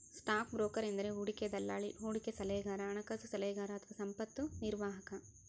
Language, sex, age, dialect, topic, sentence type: Kannada, female, 18-24, Central, banking, statement